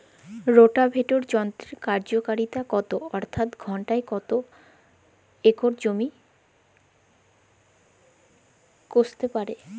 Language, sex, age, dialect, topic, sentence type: Bengali, female, 18-24, Jharkhandi, agriculture, question